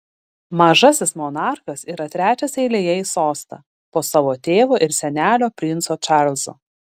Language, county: Lithuanian, Šiauliai